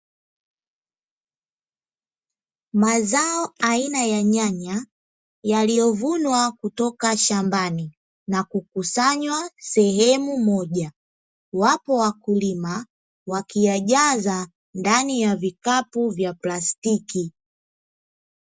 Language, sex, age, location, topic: Swahili, female, 18-24, Dar es Salaam, agriculture